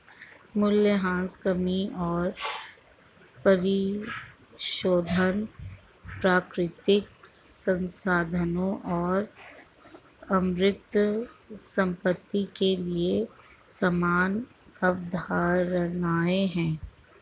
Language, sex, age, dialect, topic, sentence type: Hindi, female, 51-55, Marwari Dhudhari, banking, statement